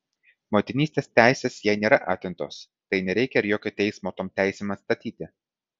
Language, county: Lithuanian, Vilnius